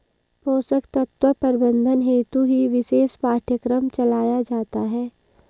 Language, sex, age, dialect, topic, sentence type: Hindi, female, 18-24, Marwari Dhudhari, agriculture, statement